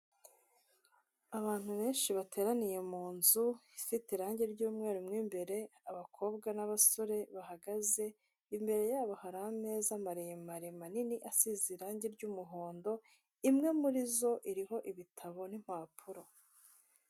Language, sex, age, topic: Kinyarwanda, female, 25-35, health